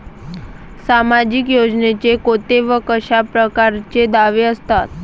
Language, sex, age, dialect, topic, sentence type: Marathi, male, 31-35, Varhadi, banking, question